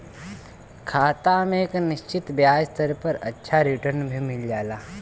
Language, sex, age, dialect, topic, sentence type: Bhojpuri, male, 18-24, Western, banking, statement